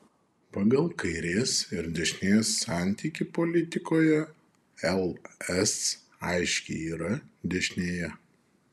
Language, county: Lithuanian, Šiauliai